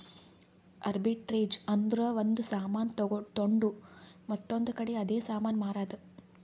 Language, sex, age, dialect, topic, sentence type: Kannada, female, 46-50, Northeastern, banking, statement